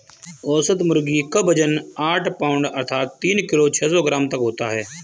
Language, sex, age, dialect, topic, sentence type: Hindi, male, 18-24, Kanauji Braj Bhasha, agriculture, statement